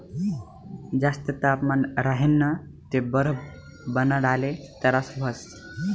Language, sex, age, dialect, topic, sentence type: Marathi, male, 18-24, Northern Konkan, agriculture, statement